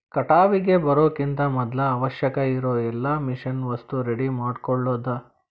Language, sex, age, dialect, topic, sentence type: Kannada, male, 41-45, Dharwad Kannada, agriculture, statement